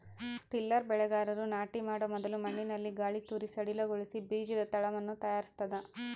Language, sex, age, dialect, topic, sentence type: Kannada, female, 25-30, Central, agriculture, statement